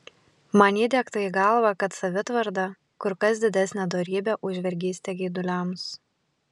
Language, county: Lithuanian, Panevėžys